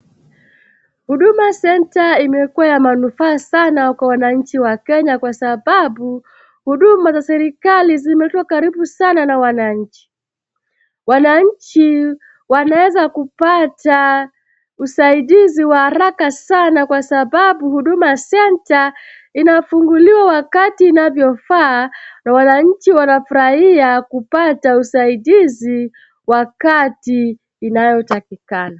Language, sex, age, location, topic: Swahili, female, 36-49, Wajir, government